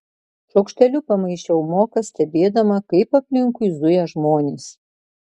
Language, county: Lithuanian, Marijampolė